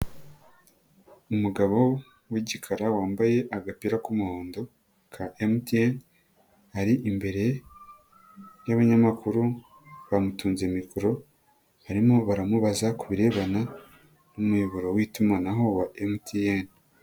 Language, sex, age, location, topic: Kinyarwanda, male, 25-35, Nyagatare, finance